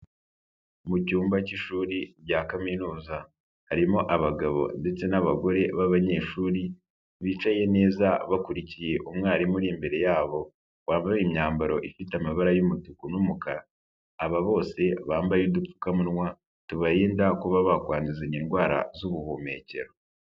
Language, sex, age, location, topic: Kinyarwanda, male, 25-35, Nyagatare, education